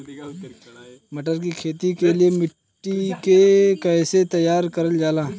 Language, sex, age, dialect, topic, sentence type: Bhojpuri, male, 25-30, Western, agriculture, question